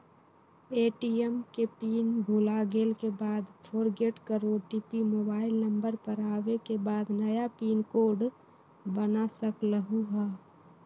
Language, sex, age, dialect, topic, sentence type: Magahi, female, 18-24, Western, banking, question